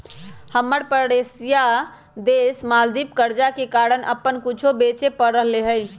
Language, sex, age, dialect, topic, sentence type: Magahi, male, 18-24, Western, banking, statement